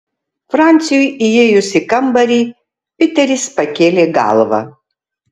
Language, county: Lithuanian, Tauragė